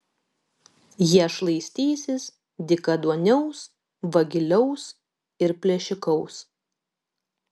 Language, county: Lithuanian, Kaunas